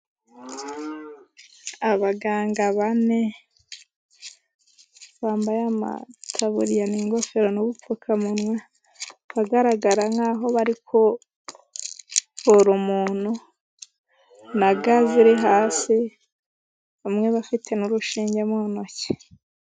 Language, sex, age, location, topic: Kinyarwanda, female, 18-24, Musanze, agriculture